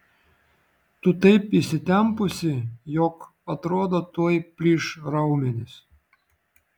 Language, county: Lithuanian, Vilnius